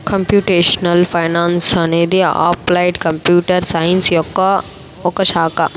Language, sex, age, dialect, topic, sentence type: Telugu, female, 18-24, Southern, banking, statement